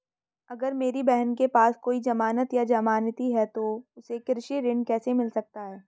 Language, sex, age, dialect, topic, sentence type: Hindi, female, 31-35, Hindustani Malvi Khadi Boli, agriculture, statement